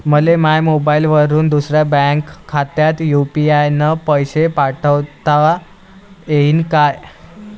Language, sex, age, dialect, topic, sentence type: Marathi, male, 18-24, Varhadi, banking, question